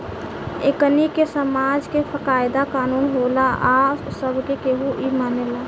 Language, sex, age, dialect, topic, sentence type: Bhojpuri, female, 18-24, Southern / Standard, agriculture, statement